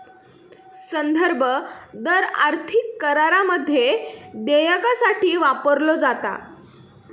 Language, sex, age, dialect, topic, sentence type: Marathi, female, 18-24, Southern Konkan, banking, statement